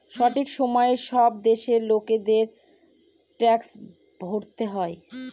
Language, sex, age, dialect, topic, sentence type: Bengali, female, 25-30, Northern/Varendri, banking, statement